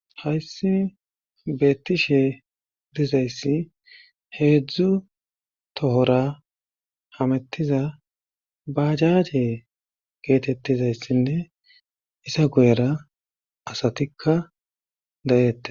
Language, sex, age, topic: Gamo, male, 36-49, government